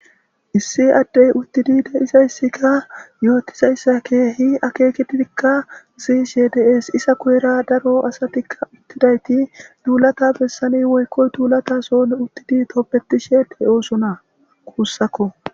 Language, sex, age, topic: Gamo, male, 18-24, government